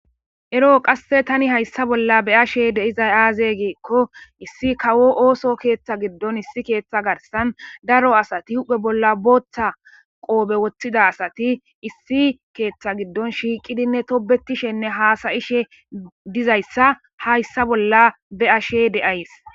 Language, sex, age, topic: Gamo, male, 18-24, government